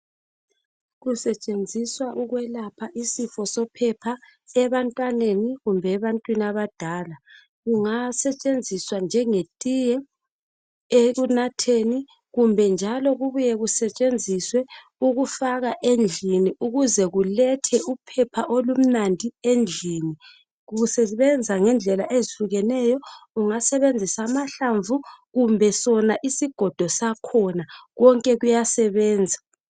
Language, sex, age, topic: North Ndebele, female, 36-49, health